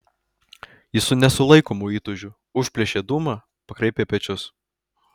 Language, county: Lithuanian, Alytus